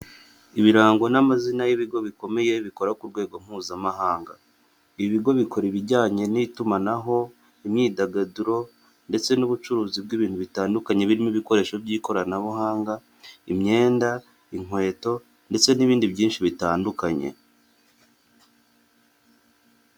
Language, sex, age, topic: Kinyarwanda, male, 18-24, finance